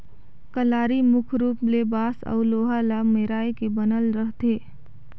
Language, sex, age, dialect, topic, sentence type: Chhattisgarhi, female, 18-24, Northern/Bhandar, agriculture, statement